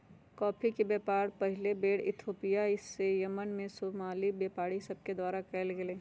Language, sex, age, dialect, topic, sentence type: Magahi, female, 31-35, Western, agriculture, statement